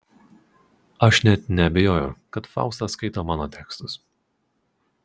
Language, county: Lithuanian, Utena